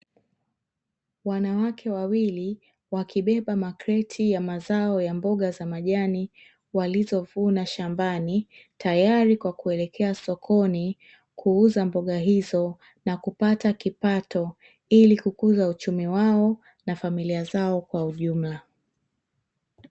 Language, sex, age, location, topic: Swahili, female, 25-35, Dar es Salaam, agriculture